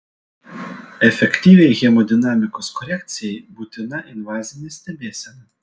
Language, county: Lithuanian, Vilnius